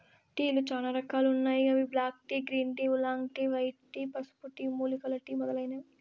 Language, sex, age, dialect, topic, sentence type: Telugu, female, 56-60, Southern, agriculture, statement